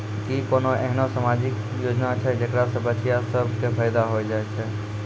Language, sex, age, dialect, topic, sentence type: Maithili, male, 25-30, Angika, banking, statement